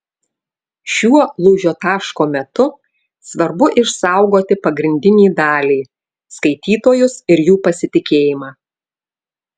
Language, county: Lithuanian, Vilnius